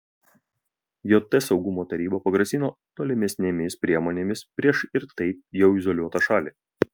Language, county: Lithuanian, Vilnius